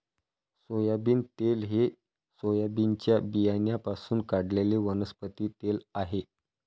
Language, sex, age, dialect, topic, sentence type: Marathi, male, 31-35, Varhadi, agriculture, statement